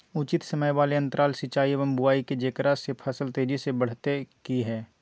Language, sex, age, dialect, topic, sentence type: Magahi, male, 18-24, Southern, agriculture, question